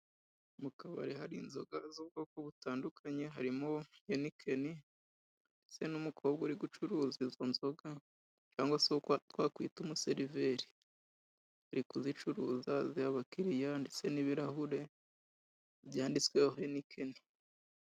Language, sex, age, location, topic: Kinyarwanda, male, 25-35, Musanze, finance